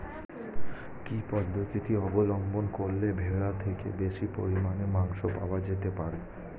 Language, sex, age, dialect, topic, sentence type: Bengali, male, 25-30, Standard Colloquial, agriculture, question